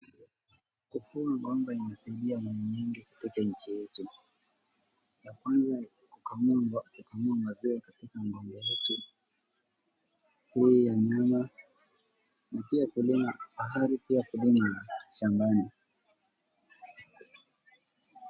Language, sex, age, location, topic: Swahili, male, 36-49, Wajir, agriculture